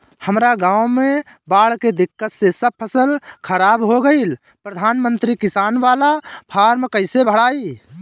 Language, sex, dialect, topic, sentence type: Bhojpuri, male, Northern, banking, question